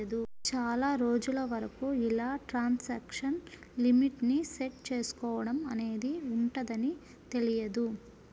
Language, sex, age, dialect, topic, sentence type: Telugu, female, 25-30, Central/Coastal, banking, statement